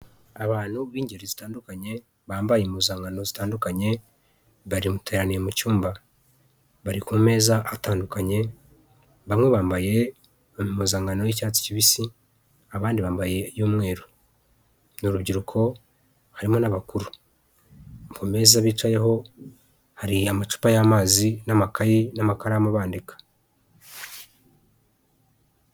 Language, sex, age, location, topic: Kinyarwanda, male, 36-49, Huye, health